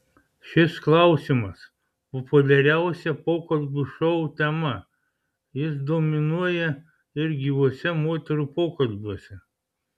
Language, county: Lithuanian, Klaipėda